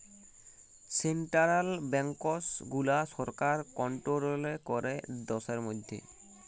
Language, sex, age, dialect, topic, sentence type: Bengali, male, 18-24, Jharkhandi, banking, statement